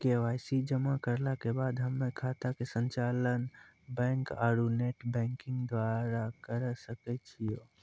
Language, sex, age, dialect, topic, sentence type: Maithili, male, 18-24, Angika, banking, question